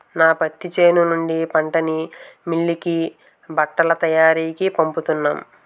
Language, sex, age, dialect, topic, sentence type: Telugu, male, 18-24, Utterandhra, agriculture, statement